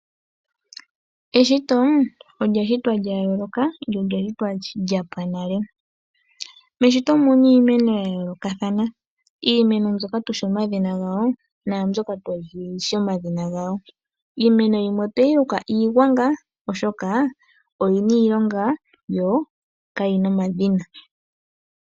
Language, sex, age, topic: Oshiwambo, male, 25-35, agriculture